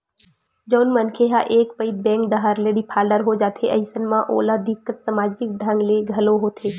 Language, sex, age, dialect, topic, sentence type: Chhattisgarhi, female, 18-24, Western/Budati/Khatahi, banking, statement